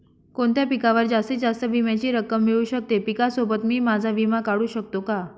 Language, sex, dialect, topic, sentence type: Marathi, female, Northern Konkan, agriculture, question